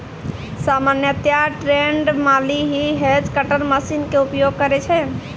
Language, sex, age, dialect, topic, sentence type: Maithili, female, 18-24, Angika, agriculture, statement